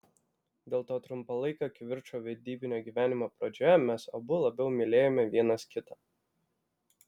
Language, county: Lithuanian, Vilnius